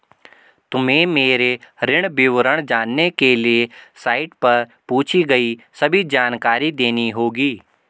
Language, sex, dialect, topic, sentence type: Hindi, male, Garhwali, banking, statement